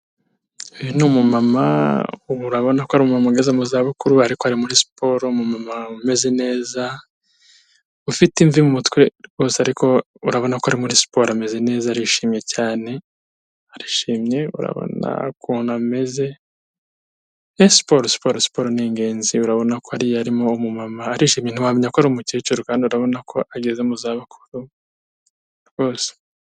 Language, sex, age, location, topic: Kinyarwanda, male, 25-35, Kigali, health